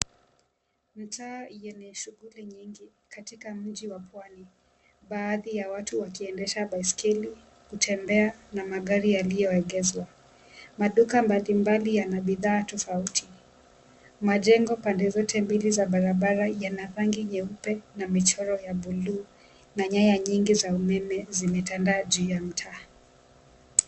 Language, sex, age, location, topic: Swahili, female, 25-35, Mombasa, government